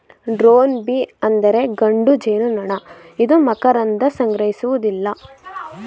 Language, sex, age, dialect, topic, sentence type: Kannada, female, 18-24, Mysore Kannada, agriculture, statement